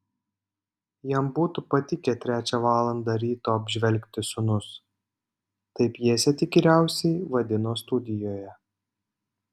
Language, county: Lithuanian, Panevėžys